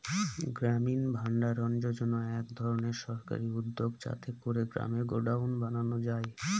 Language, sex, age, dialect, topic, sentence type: Bengali, male, 25-30, Northern/Varendri, agriculture, statement